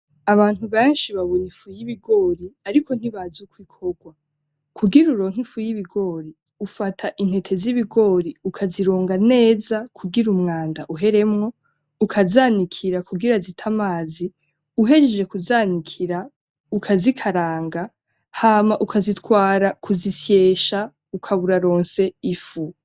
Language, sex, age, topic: Rundi, female, 18-24, agriculture